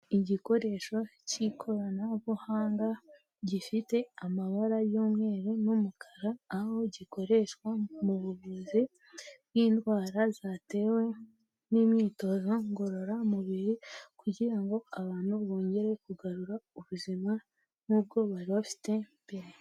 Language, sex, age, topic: Kinyarwanda, female, 18-24, health